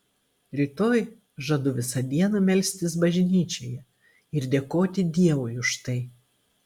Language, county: Lithuanian, Klaipėda